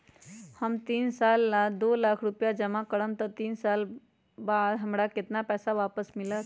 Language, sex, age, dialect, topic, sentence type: Magahi, female, 25-30, Western, banking, question